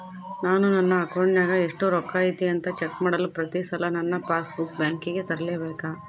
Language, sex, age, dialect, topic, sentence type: Kannada, female, 56-60, Central, banking, question